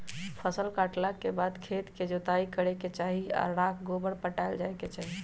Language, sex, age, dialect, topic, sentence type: Magahi, male, 18-24, Western, agriculture, statement